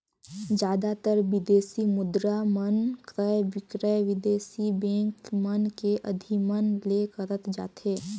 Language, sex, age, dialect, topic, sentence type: Chhattisgarhi, female, 18-24, Northern/Bhandar, banking, statement